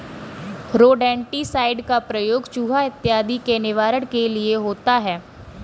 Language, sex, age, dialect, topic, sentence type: Hindi, female, 18-24, Kanauji Braj Bhasha, agriculture, statement